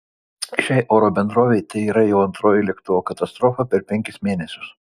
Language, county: Lithuanian, Vilnius